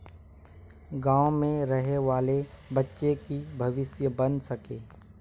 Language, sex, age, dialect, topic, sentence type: Magahi, male, 18-24, Northeastern/Surjapuri, banking, question